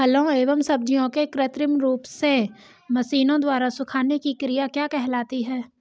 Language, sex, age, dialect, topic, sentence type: Hindi, female, 18-24, Hindustani Malvi Khadi Boli, agriculture, question